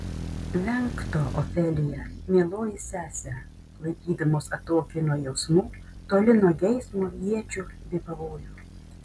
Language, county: Lithuanian, Panevėžys